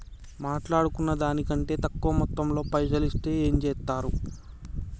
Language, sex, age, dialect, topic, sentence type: Telugu, male, 60-100, Telangana, banking, question